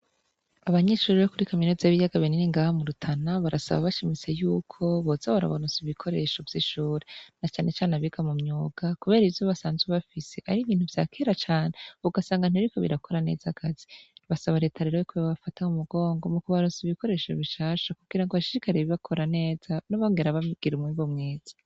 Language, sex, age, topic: Rundi, female, 25-35, education